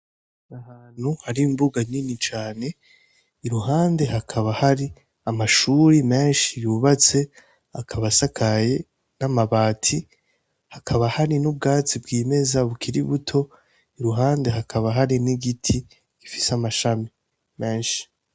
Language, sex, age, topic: Rundi, female, 18-24, education